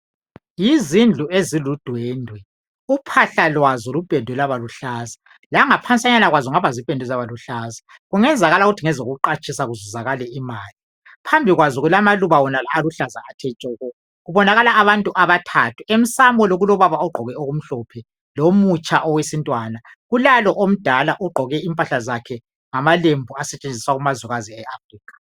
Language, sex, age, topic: North Ndebele, female, 50+, education